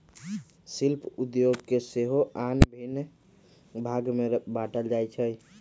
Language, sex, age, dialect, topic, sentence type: Magahi, male, 18-24, Western, banking, statement